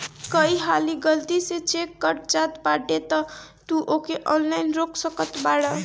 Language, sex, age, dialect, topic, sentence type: Bhojpuri, female, 41-45, Northern, banking, statement